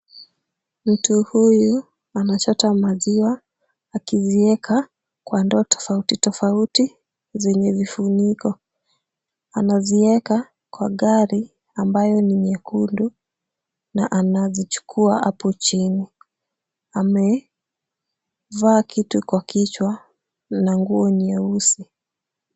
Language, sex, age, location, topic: Swahili, female, 18-24, Kisumu, agriculture